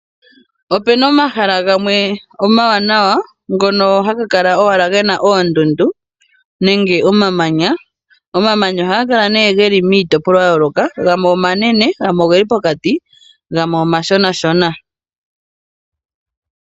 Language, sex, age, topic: Oshiwambo, female, 25-35, agriculture